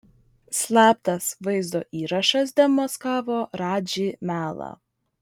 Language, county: Lithuanian, Vilnius